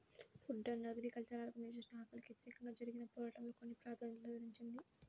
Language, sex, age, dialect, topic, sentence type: Telugu, female, 18-24, Central/Coastal, agriculture, statement